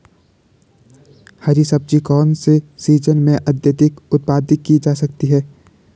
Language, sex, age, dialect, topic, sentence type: Hindi, male, 18-24, Garhwali, agriculture, question